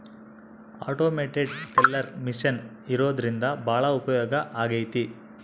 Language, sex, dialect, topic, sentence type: Kannada, male, Central, banking, statement